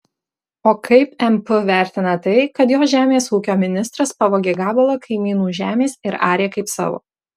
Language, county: Lithuanian, Marijampolė